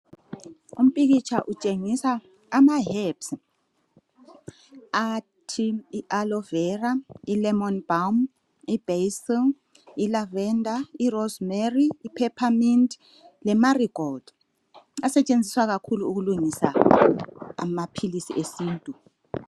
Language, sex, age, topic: North Ndebele, male, 36-49, health